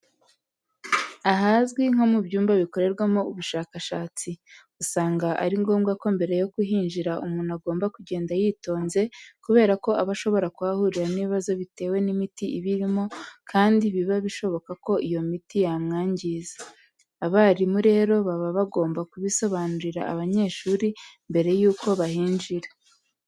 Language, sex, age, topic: Kinyarwanda, female, 18-24, education